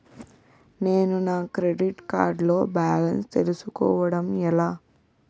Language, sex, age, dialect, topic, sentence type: Telugu, female, 18-24, Utterandhra, banking, question